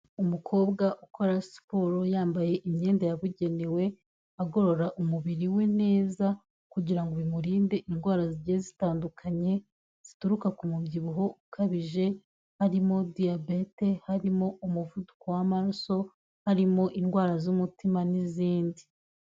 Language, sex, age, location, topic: Kinyarwanda, female, 18-24, Kigali, health